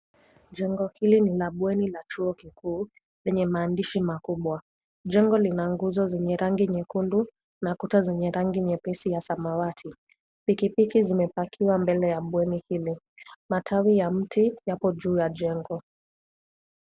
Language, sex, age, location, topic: Swahili, female, 25-35, Nairobi, education